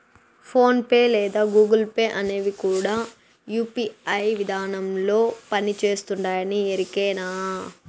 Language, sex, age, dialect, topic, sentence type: Telugu, female, 18-24, Southern, banking, statement